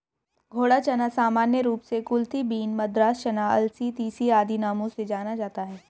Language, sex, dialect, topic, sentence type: Hindi, female, Hindustani Malvi Khadi Boli, agriculture, statement